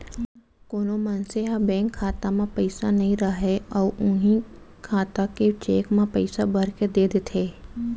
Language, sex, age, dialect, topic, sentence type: Chhattisgarhi, female, 25-30, Central, banking, statement